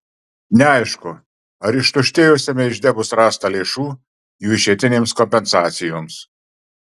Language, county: Lithuanian, Marijampolė